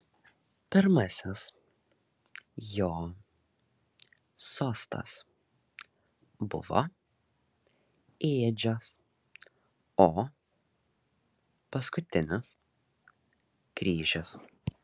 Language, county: Lithuanian, Šiauliai